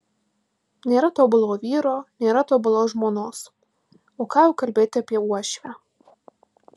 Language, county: Lithuanian, Marijampolė